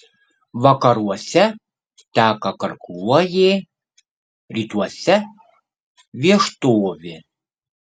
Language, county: Lithuanian, Kaunas